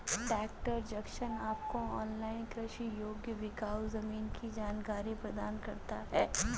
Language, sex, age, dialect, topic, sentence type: Hindi, female, 25-30, Awadhi Bundeli, agriculture, statement